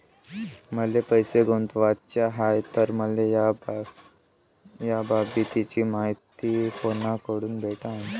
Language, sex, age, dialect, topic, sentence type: Marathi, male, <18, Varhadi, banking, question